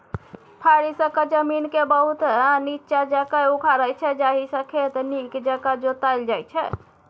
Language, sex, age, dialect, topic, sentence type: Maithili, female, 60-100, Bajjika, agriculture, statement